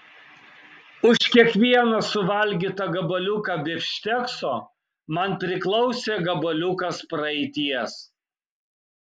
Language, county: Lithuanian, Kaunas